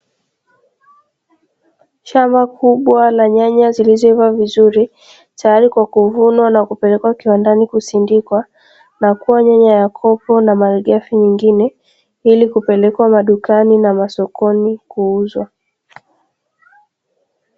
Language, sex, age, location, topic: Swahili, female, 18-24, Dar es Salaam, agriculture